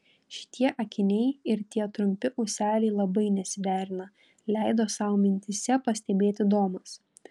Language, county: Lithuanian, Panevėžys